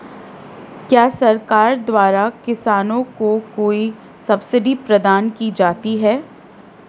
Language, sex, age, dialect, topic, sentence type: Hindi, female, 31-35, Marwari Dhudhari, agriculture, question